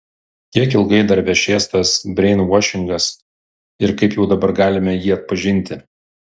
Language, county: Lithuanian, Vilnius